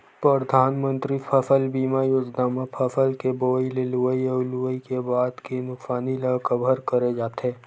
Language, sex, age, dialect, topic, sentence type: Chhattisgarhi, male, 56-60, Western/Budati/Khatahi, banking, statement